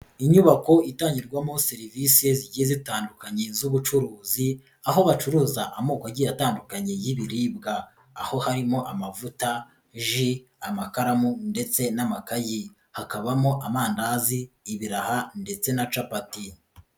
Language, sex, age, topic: Kinyarwanda, female, 25-35, finance